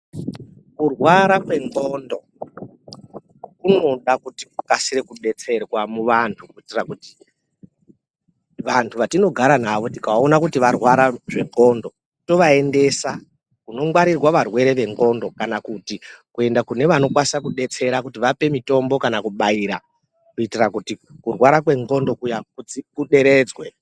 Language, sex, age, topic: Ndau, male, 36-49, health